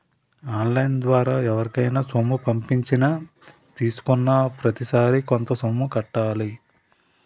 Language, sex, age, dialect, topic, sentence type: Telugu, male, 36-40, Utterandhra, banking, statement